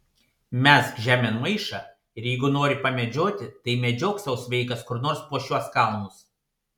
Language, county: Lithuanian, Panevėžys